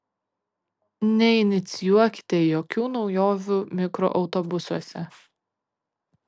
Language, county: Lithuanian, Kaunas